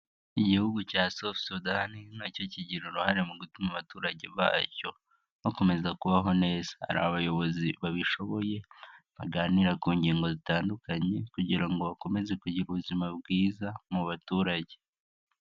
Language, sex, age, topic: Kinyarwanda, male, 18-24, health